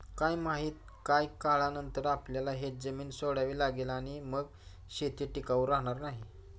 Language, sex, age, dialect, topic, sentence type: Marathi, male, 60-100, Standard Marathi, agriculture, statement